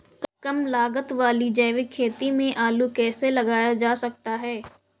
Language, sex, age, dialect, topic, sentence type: Hindi, female, 25-30, Awadhi Bundeli, agriculture, question